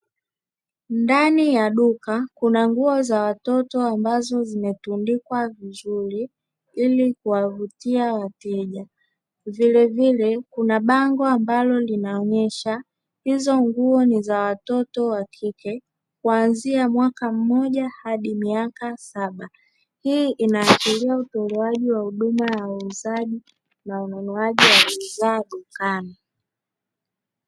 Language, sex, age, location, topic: Swahili, male, 36-49, Dar es Salaam, finance